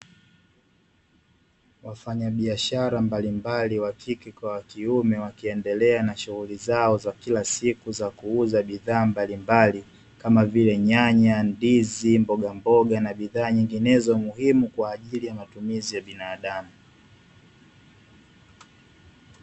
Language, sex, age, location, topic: Swahili, male, 18-24, Dar es Salaam, finance